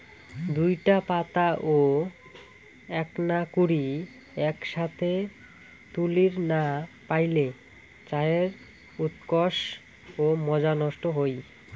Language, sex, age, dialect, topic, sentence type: Bengali, male, 18-24, Rajbangshi, agriculture, statement